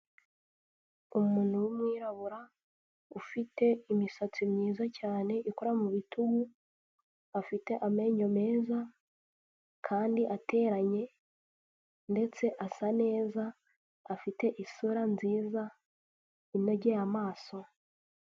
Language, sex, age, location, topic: Kinyarwanda, female, 18-24, Huye, health